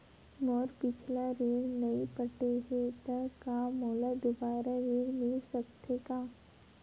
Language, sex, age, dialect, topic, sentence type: Chhattisgarhi, female, 18-24, Western/Budati/Khatahi, banking, question